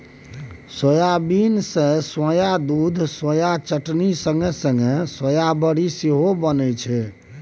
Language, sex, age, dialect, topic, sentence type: Maithili, male, 25-30, Bajjika, agriculture, statement